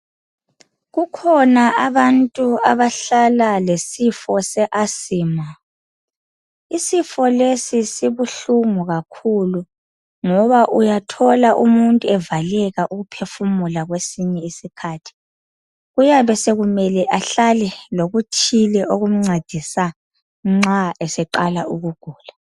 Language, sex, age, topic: North Ndebele, female, 25-35, health